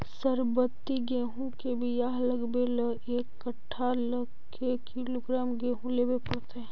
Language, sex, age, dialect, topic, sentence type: Magahi, female, 18-24, Central/Standard, agriculture, question